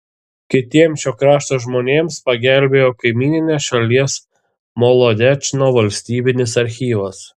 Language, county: Lithuanian, Telšiai